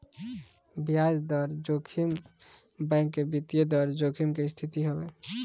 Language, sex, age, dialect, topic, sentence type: Bhojpuri, male, 18-24, Northern, banking, statement